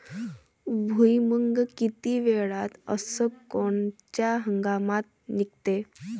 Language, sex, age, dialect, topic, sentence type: Marathi, female, 18-24, Varhadi, agriculture, question